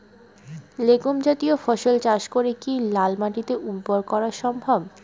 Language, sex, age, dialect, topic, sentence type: Bengali, female, 18-24, Northern/Varendri, agriculture, question